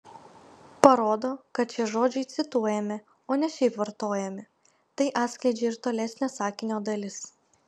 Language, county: Lithuanian, Vilnius